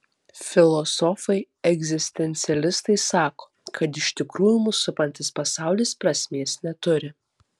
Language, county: Lithuanian, Alytus